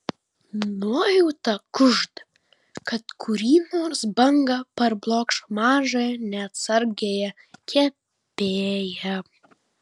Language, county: Lithuanian, Vilnius